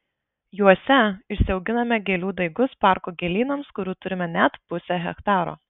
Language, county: Lithuanian, Marijampolė